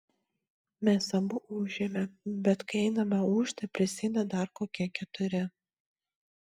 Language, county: Lithuanian, Marijampolė